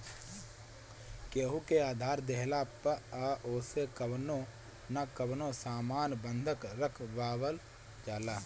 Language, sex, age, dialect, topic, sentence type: Bhojpuri, male, 25-30, Northern, banking, statement